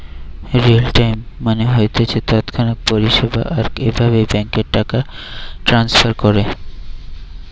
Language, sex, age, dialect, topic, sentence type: Bengali, male, 18-24, Western, banking, statement